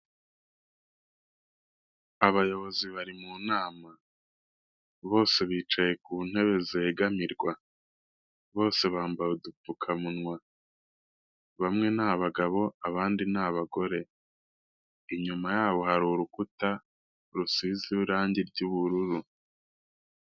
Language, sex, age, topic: Kinyarwanda, male, 18-24, health